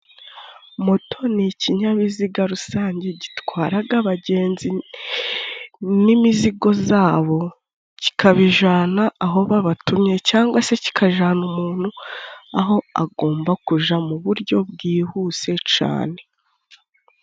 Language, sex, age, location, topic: Kinyarwanda, female, 25-35, Musanze, government